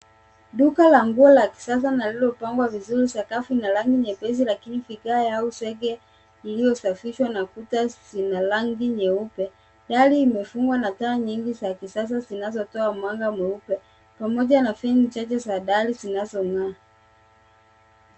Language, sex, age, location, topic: Swahili, male, 25-35, Nairobi, finance